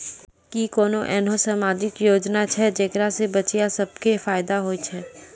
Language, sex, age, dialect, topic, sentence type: Maithili, female, 18-24, Angika, banking, statement